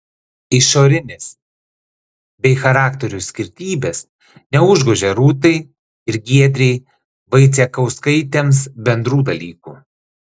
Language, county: Lithuanian, Klaipėda